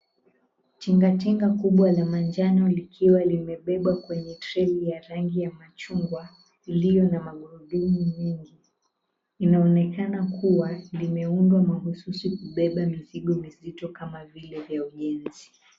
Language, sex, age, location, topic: Swahili, female, 18-24, Mombasa, government